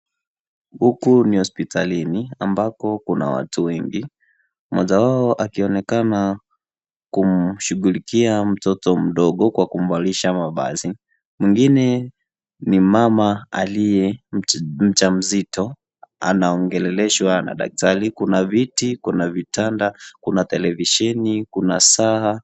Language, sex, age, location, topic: Swahili, male, 18-24, Kisii, health